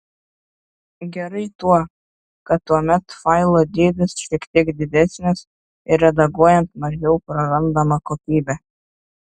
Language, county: Lithuanian, Šiauliai